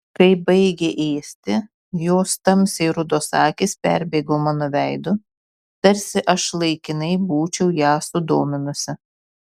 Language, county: Lithuanian, Kaunas